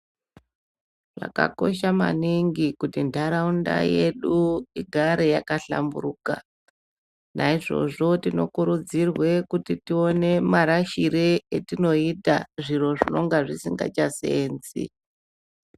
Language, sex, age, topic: Ndau, female, 36-49, health